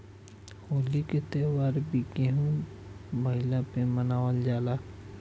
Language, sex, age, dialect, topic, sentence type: Bhojpuri, male, 60-100, Northern, agriculture, statement